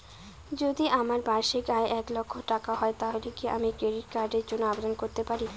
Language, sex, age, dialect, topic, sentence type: Bengali, female, 25-30, Rajbangshi, banking, question